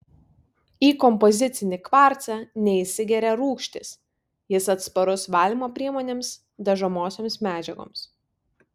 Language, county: Lithuanian, Vilnius